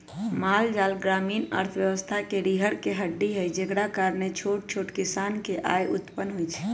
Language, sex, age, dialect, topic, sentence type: Magahi, male, 18-24, Western, agriculture, statement